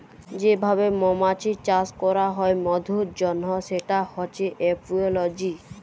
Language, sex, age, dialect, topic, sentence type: Bengali, male, 31-35, Jharkhandi, agriculture, statement